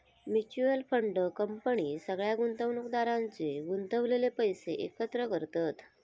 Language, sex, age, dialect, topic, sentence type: Marathi, female, 25-30, Southern Konkan, banking, statement